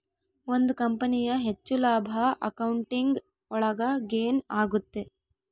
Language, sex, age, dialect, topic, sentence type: Kannada, female, 18-24, Central, banking, statement